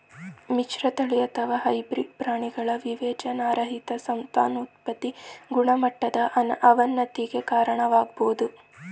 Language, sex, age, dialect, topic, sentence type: Kannada, male, 18-24, Mysore Kannada, agriculture, statement